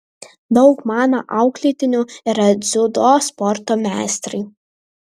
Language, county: Lithuanian, Vilnius